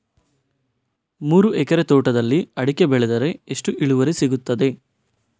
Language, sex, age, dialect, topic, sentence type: Kannada, male, 18-24, Coastal/Dakshin, agriculture, question